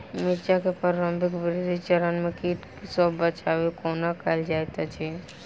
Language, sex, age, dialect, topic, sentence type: Maithili, female, 18-24, Southern/Standard, agriculture, question